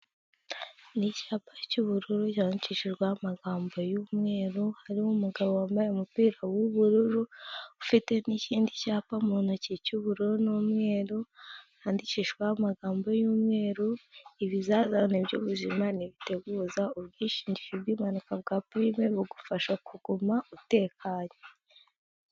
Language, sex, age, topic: Kinyarwanda, female, 18-24, finance